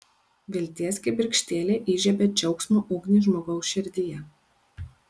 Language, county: Lithuanian, Kaunas